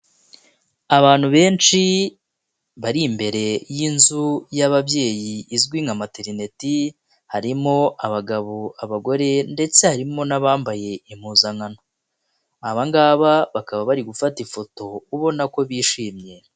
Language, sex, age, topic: Kinyarwanda, male, 25-35, health